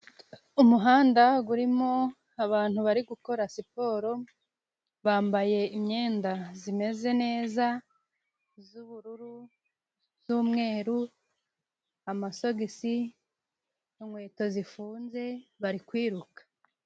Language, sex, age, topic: Kinyarwanda, female, 25-35, government